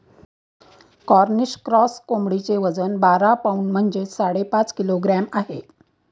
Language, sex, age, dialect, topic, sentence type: Marathi, female, 60-100, Standard Marathi, agriculture, statement